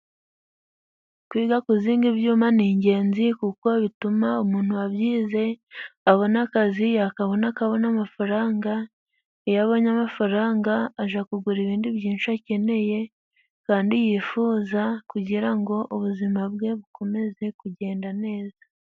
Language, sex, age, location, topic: Kinyarwanda, female, 18-24, Musanze, education